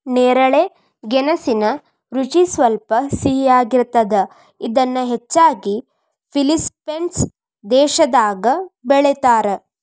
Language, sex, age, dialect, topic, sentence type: Kannada, female, 25-30, Dharwad Kannada, agriculture, statement